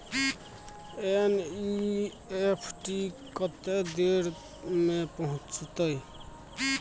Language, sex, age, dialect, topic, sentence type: Maithili, male, 25-30, Bajjika, banking, question